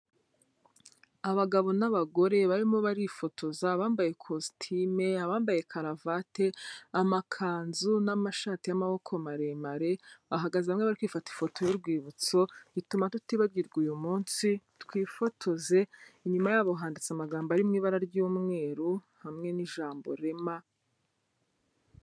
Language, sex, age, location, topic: Kinyarwanda, female, 25-35, Kigali, health